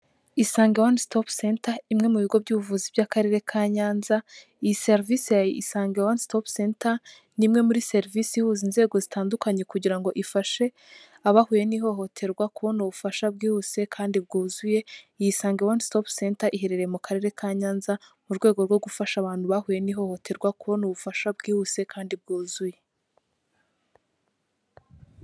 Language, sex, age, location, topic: Kinyarwanda, female, 18-24, Kigali, health